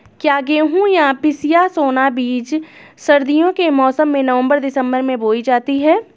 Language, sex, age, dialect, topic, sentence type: Hindi, female, 25-30, Awadhi Bundeli, agriculture, question